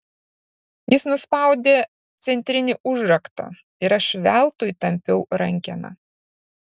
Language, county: Lithuanian, Šiauliai